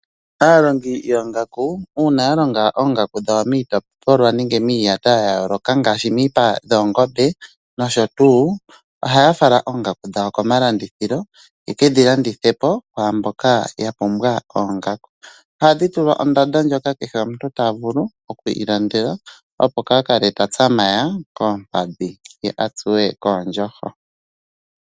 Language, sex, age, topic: Oshiwambo, male, 25-35, finance